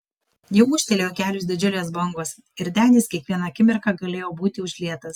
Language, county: Lithuanian, Kaunas